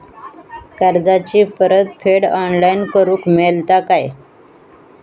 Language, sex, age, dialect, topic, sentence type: Marathi, female, 18-24, Southern Konkan, banking, question